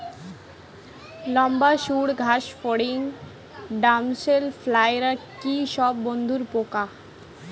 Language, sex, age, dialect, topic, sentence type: Bengali, female, 18-24, Standard Colloquial, agriculture, question